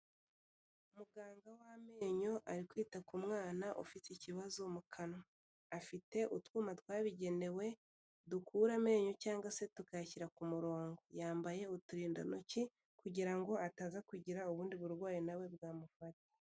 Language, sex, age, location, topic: Kinyarwanda, female, 18-24, Kigali, health